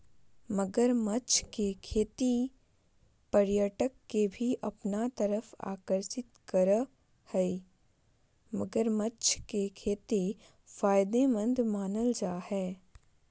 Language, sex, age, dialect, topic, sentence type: Magahi, female, 18-24, Southern, agriculture, statement